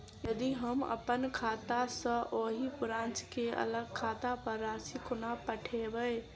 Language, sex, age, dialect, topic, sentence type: Maithili, female, 18-24, Southern/Standard, banking, question